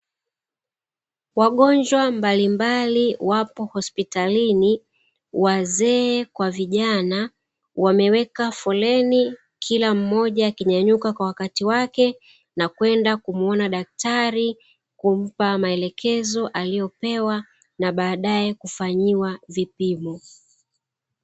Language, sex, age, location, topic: Swahili, female, 36-49, Dar es Salaam, health